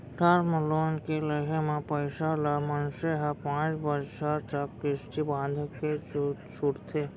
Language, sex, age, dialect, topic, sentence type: Chhattisgarhi, male, 46-50, Central, banking, statement